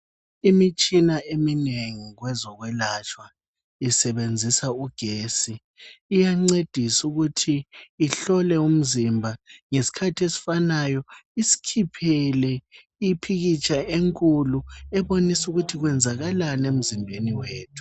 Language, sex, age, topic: North Ndebele, female, 25-35, health